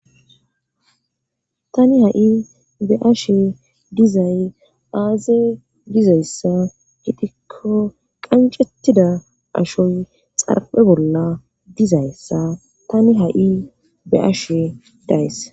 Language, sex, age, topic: Gamo, female, 25-35, government